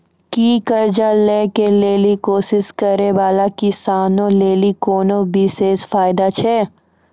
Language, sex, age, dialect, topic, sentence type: Maithili, female, 41-45, Angika, agriculture, statement